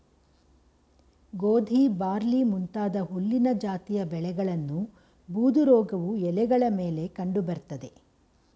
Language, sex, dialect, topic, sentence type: Kannada, female, Mysore Kannada, agriculture, statement